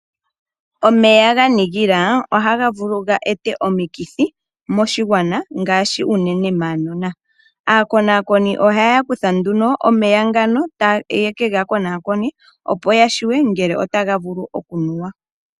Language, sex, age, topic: Oshiwambo, female, 18-24, agriculture